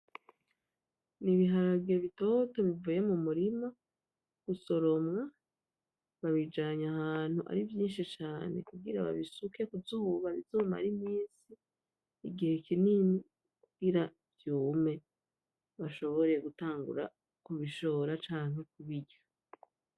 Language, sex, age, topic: Rundi, female, 25-35, agriculture